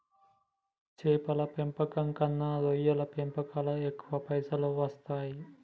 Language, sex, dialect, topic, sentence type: Telugu, male, Telangana, agriculture, statement